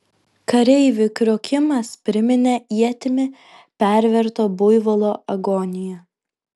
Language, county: Lithuanian, Vilnius